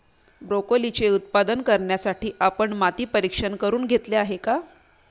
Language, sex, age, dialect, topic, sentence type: Marathi, female, 31-35, Standard Marathi, agriculture, statement